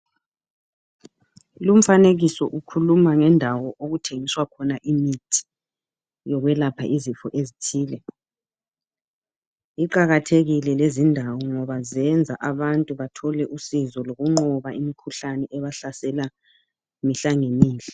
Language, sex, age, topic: North Ndebele, male, 36-49, health